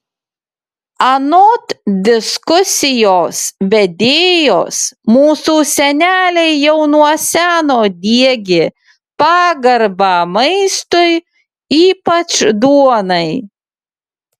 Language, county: Lithuanian, Utena